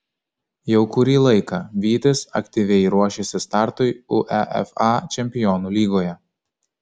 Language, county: Lithuanian, Kaunas